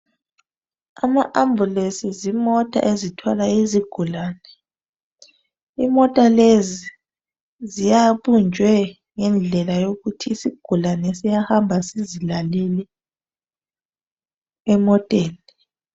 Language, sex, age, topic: North Ndebele, male, 36-49, health